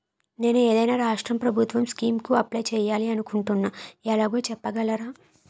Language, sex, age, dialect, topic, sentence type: Telugu, female, 18-24, Utterandhra, banking, question